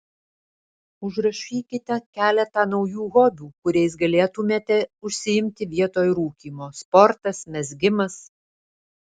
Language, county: Lithuanian, Alytus